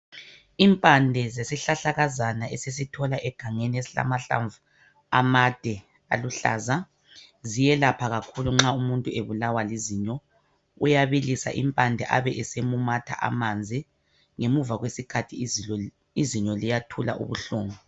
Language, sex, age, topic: North Ndebele, male, 25-35, health